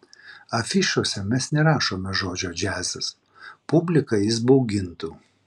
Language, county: Lithuanian, Vilnius